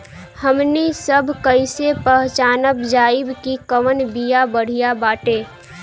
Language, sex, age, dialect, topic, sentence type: Bhojpuri, female, <18, Western, agriculture, question